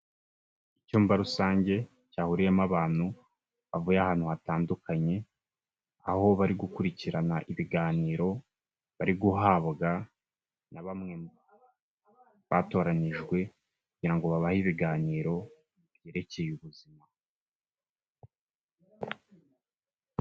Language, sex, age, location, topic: Kinyarwanda, male, 25-35, Kigali, health